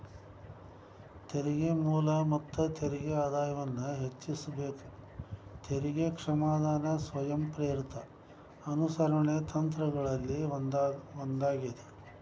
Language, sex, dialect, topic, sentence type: Kannada, male, Dharwad Kannada, banking, statement